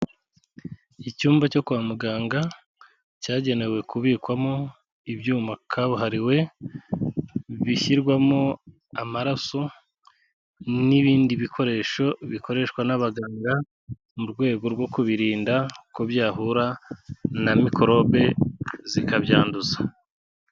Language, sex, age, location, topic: Kinyarwanda, male, 36-49, Kigali, health